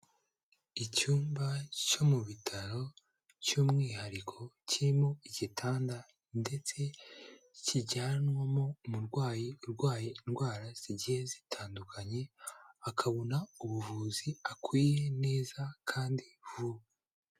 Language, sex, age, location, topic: Kinyarwanda, male, 18-24, Kigali, health